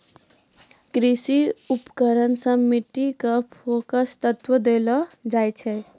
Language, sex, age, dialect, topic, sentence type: Maithili, female, 41-45, Angika, agriculture, statement